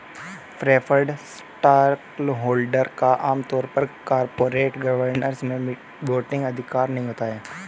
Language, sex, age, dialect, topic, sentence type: Hindi, male, 18-24, Hindustani Malvi Khadi Boli, banking, statement